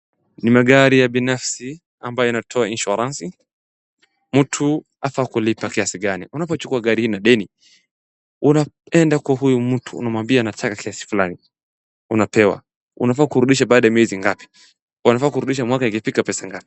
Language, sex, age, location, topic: Swahili, male, 18-24, Wajir, finance